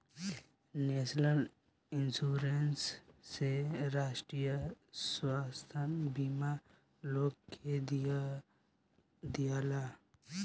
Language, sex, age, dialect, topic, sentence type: Bhojpuri, male, 18-24, Southern / Standard, banking, statement